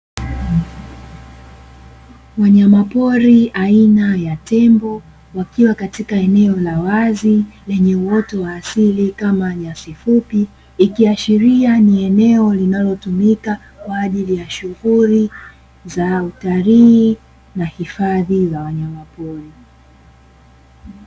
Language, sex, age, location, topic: Swahili, female, 18-24, Dar es Salaam, agriculture